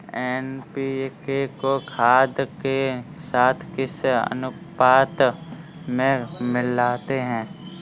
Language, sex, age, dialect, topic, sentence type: Hindi, male, 46-50, Kanauji Braj Bhasha, agriculture, question